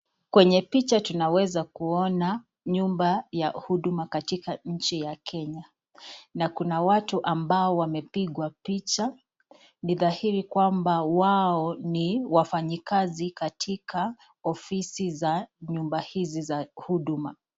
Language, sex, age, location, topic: Swahili, female, 25-35, Nakuru, government